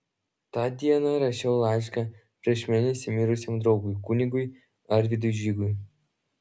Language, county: Lithuanian, Vilnius